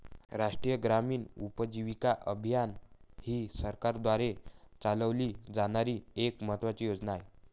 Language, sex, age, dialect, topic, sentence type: Marathi, male, 51-55, Varhadi, banking, statement